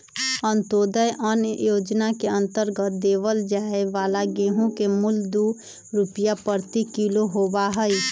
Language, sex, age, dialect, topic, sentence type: Magahi, female, 31-35, Western, agriculture, statement